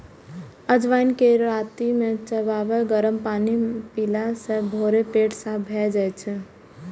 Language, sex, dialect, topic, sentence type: Maithili, female, Eastern / Thethi, agriculture, statement